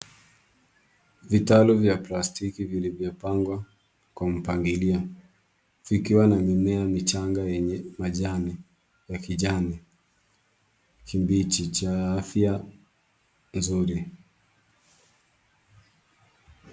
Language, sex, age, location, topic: Swahili, male, 18-24, Kisumu, agriculture